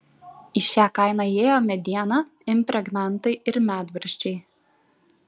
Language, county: Lithuanian, Šiauliai